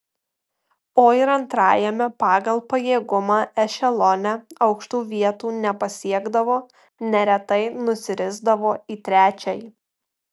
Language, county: Lithuanian, Marijampolė